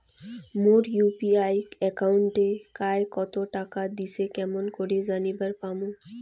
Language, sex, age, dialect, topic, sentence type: Bengali, female, 18-24, Rajbangshi, banking, question